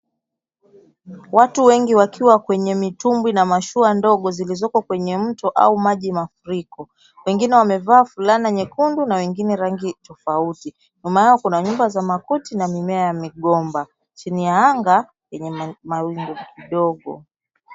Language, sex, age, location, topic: Swahili, female, 25-35, Mombasa, health